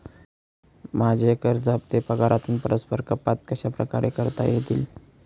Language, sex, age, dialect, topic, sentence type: Marathi, male, 18-24, Northern Konkan, banking, question